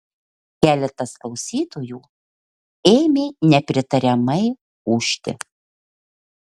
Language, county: Lithuanian, Marijampolė